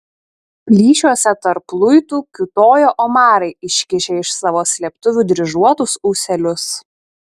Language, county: Lithuanian, Šiauliai